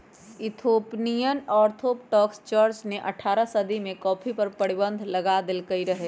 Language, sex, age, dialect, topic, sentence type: Magahi, female, 31-35, Western, agriculture, statement